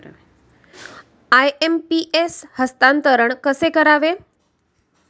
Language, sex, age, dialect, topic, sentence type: Marathi, female, 36-40, Standard Marathi, banking, question